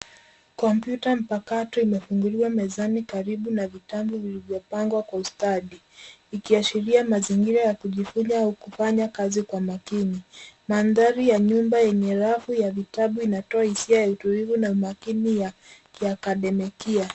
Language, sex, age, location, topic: Swahili, female, 18-24, Nairobi, education